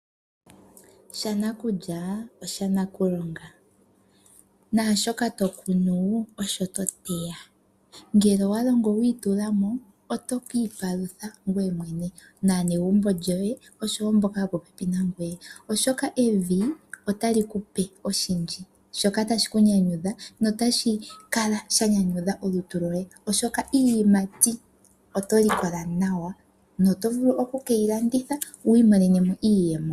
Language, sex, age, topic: Oshiwambo, female, 18-24, agriculture